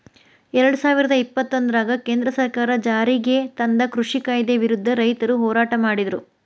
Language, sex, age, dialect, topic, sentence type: Kannada, female, 41-45, Dharwad Kannada, agriculture, statement